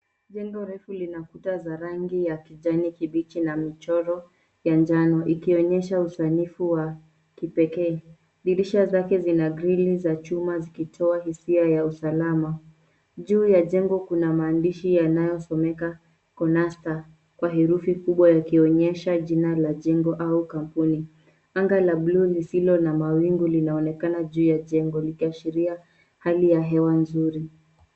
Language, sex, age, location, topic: Swahili, female, 18-24, Nairobi, finance